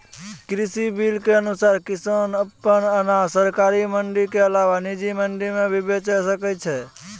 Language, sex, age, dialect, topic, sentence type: Maithili, male, 25-30, Angika, agriculture, statement